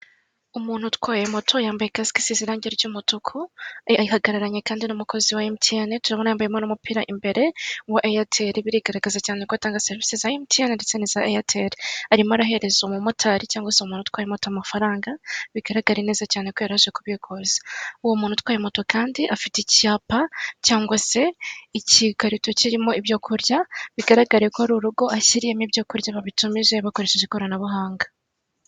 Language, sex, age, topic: Kinyarwanda, female, 18-24, finance